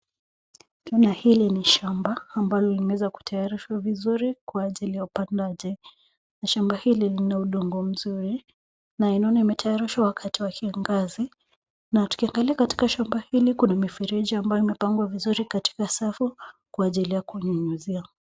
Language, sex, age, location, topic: Swahili, female, 25-35, Nairobi, agriculture